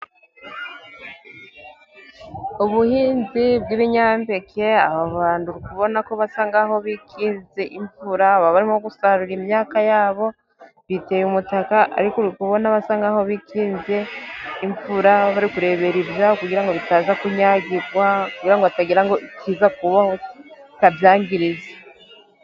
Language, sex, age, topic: Kinyarwanda, female, 25-35, agriculture